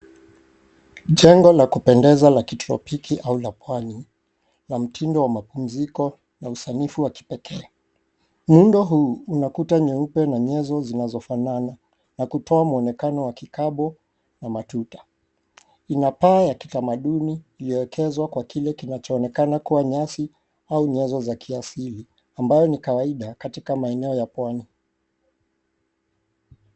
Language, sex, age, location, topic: Swahili, male, 36-49, Mombasa, government